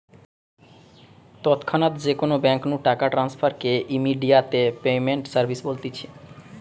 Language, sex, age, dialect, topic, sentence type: Bengali, male, 31-35, Western, banking, statement